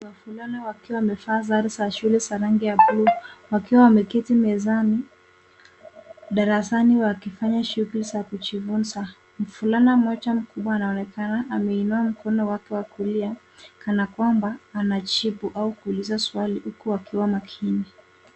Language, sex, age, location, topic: Swahili, female, 18-24, Nairobi, education